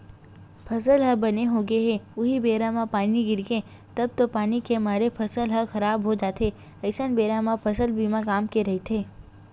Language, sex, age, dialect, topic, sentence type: Chhattisgarhi, female, 18-24, Western/Budati/Khatahi, banking, statement